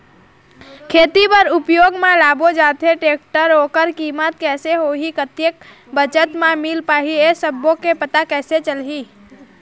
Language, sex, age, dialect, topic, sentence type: Chhattisgarhi, female, 25-30, Eastern, agriculture, question